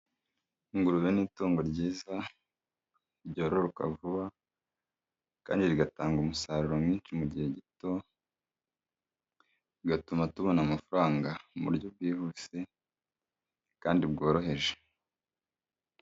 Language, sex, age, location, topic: Kinyarwanda, male, 25-35, Kigali, agriculture